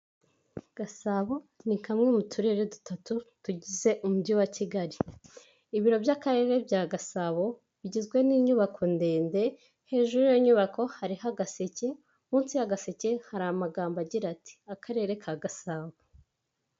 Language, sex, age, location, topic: Kinyarwanda, female, 18-24, Huye, government